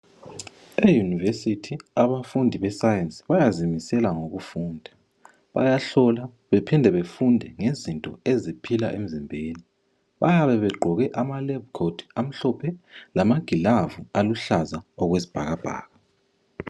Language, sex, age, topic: North Ndebele, male, 25-35, education